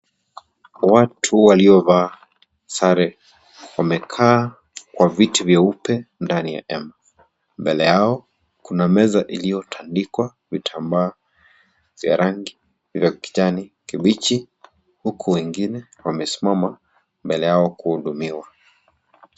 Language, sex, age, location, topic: Swahili, male, 25-35, Kisii, government